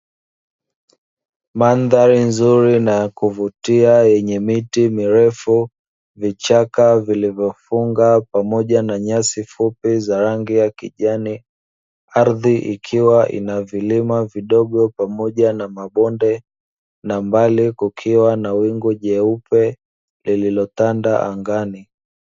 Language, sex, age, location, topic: Swahili, male, 25-35, Dar es Salaam, agriculture